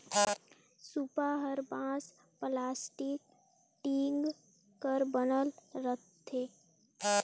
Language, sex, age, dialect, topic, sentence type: Chhattisgarhi, female, 18-24, Northern/Bhandar, agriculture, statement